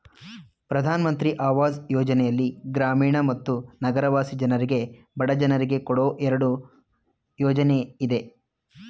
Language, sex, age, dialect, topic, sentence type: Kannada, male, 25-30, Mysore Kannada, banking, statement